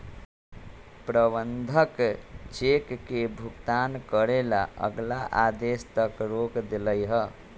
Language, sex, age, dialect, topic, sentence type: Magahi, male, 41-45, Western, banking, statement